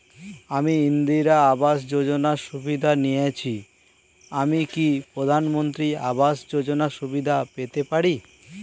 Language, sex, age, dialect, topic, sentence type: Bengali, male, 36-40, Standard Colloquial, banking, question